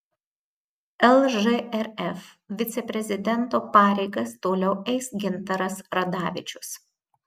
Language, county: Lithuanian, Marijampolė